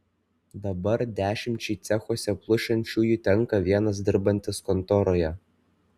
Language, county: Lithuanian, Kaunas